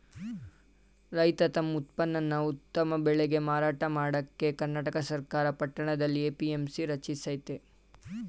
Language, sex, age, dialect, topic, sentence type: Kannada, male, 18-24, Mysore Kannada, agriculture, statement